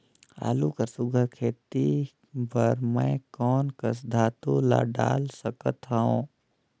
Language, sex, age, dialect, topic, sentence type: Chhattisgarhi, male, 18-24, Northern/Bhandar, agriculture, question